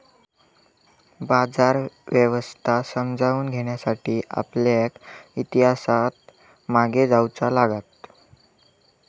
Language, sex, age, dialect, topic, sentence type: Marathi, male, 25-30, Southern Konkan, agriculture, statement